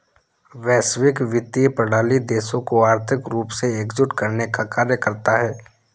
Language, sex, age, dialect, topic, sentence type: Hindi, male, 51-55, Awadhi Bundeli, banking, statement